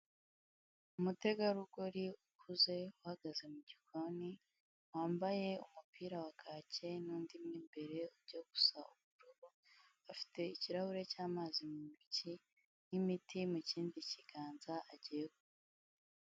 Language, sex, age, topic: Kinyarwanda, female, 18-24, health